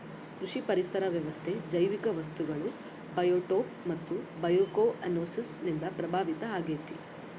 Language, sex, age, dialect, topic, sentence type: Kannada, female, 18-24, Central, agriculture, statement